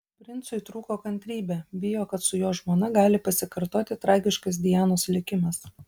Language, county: Lithuanian, Utena